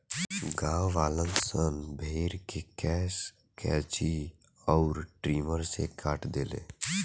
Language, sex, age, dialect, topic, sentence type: Bhojpuri, male, <18, Southern / Standard, agriculture, statement